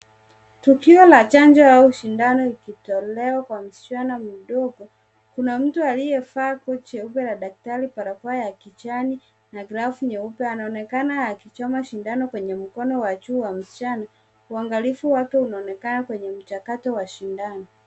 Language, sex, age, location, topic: Swahili, female, 36-49, Nairobi, health